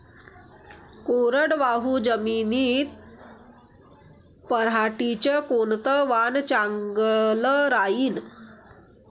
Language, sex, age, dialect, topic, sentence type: Marathi, female, 41-45, Varhadi, agriculture, question